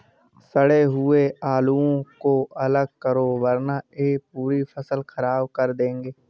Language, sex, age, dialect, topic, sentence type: Hindi, male, 36-40, Awadhi Bundeli, agriculture, statement